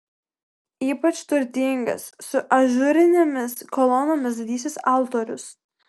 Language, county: Lithuanian, Kaunas